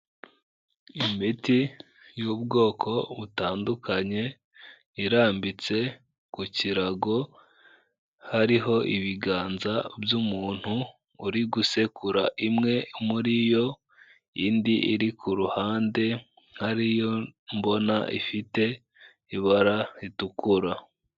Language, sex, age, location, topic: Kinyarwanda, male, 18-24, Kigali, health